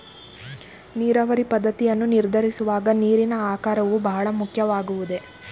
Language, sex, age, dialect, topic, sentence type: Kannada, female, 25-30, Mysore Kannada, agriculture, question